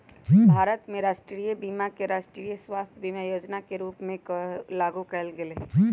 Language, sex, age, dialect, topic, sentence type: Magahi, male, 18-24, Western, banking, statement